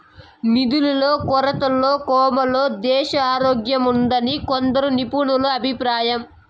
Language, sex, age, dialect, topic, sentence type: Telugu, female, 18-24, Southern, banking, statement